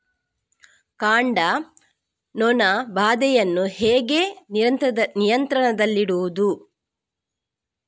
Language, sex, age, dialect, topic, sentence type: Kannada, female, 41-45, Coastal/Dakshin, agriculture, question